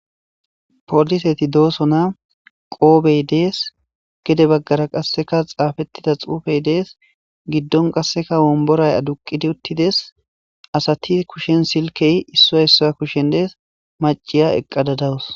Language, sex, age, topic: Gamo, male, 25-35, government